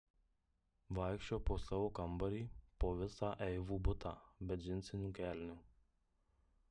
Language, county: Lithuanian, Marijampolė